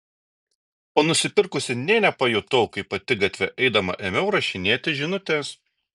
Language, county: Lithuanian, Šiauliai